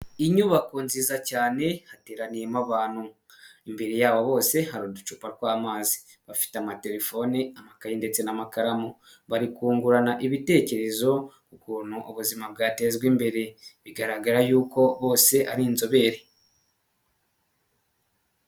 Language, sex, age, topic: Kinyarwanda, male, 25-35, health